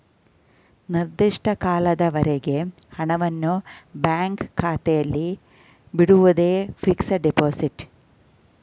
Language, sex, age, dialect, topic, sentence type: Kannada, female, 46-50, Mysore Kannada, banking, statement